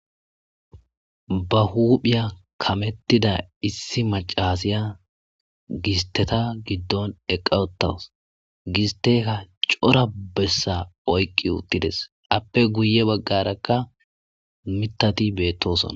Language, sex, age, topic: Gamo, male, 25-35, agriculture